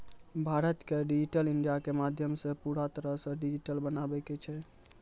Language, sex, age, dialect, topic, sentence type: Maithili, male, 41-45, Angika, banking, statement